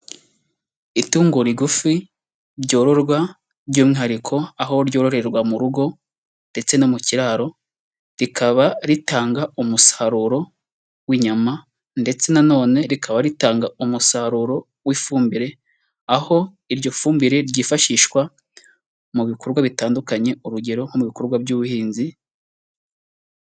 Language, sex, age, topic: Kinyarwanda, male, 18-24, agriculture